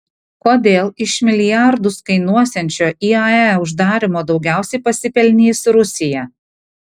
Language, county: Lithuanian, Panevėžys